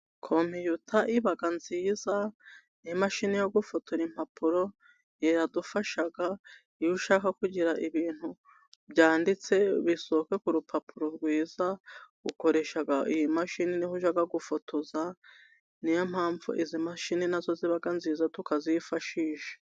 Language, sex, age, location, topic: Kinyarwanda, female, 36-49, Musanze, government